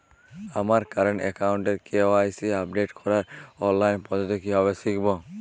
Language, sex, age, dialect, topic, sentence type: Bengali, male, 18-24, Jharkhandi, banking, question